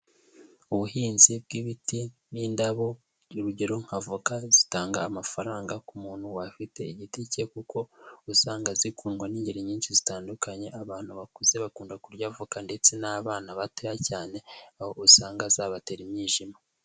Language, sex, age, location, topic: Kinyarwanda, male, 18-24, Huye, agriculture